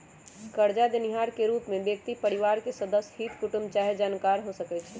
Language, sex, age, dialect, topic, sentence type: Magahi, female, 18-24, Western, banking, statement